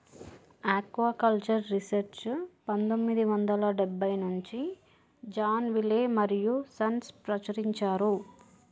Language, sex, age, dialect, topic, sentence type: Telugu, male, 36-40, Telangana, agriculture, statement